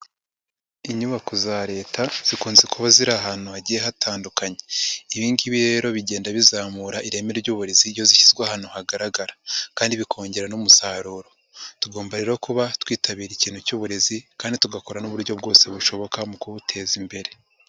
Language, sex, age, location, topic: Kinyarwanda, female, 50+, Nyagatare, education